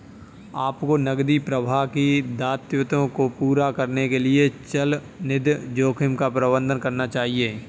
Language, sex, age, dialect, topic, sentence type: Hindi, male, 31-35, Kanauji Braj Bhasha, banking, statement